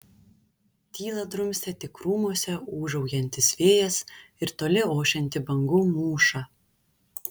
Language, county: Lithuanian, Šiauliai